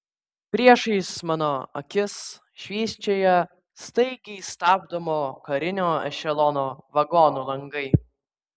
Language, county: Lithuanian, Vilnius